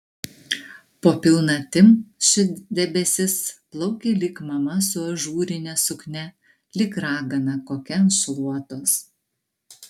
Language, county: Lithuanian, Klaipėda